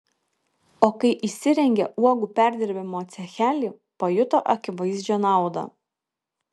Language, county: Lithuanian, Kaunas